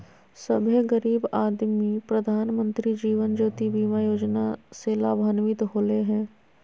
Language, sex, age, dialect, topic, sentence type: Magahi, female, 25-30, Southern, banking, statement